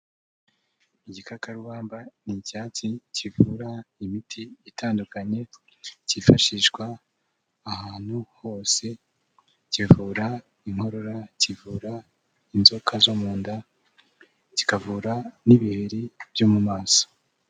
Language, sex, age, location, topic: Kinyarwanda, male, 25-35, Kigali, health